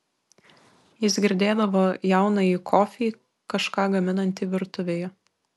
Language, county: Lithuanian, Vilnius